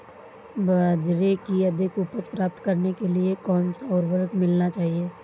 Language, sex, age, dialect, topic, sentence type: Hindi, female, 18-24, Marwari Dhudhari, agriculture, question